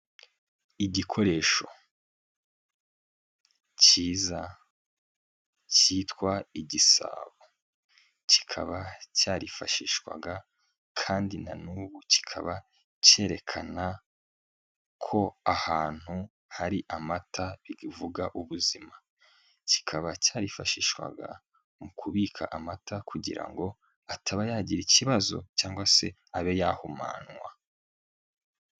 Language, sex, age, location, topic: Kinyarwanda, male, 18-24, Nyagatare, government